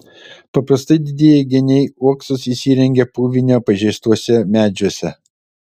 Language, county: Lithuanian, Utena